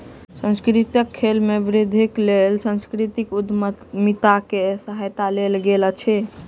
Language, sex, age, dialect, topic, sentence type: Maithili, male, 25-30, Southern/Standard, banking, statement